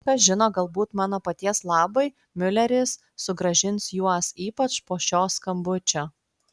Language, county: Lithuanian, Klaipėda